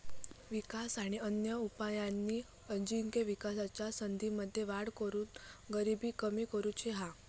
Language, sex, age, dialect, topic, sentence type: Marathi, female, 18-24, Southern Konkan, banking, statement